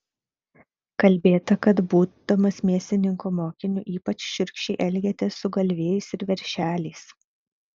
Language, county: Lithuanian, Vilnius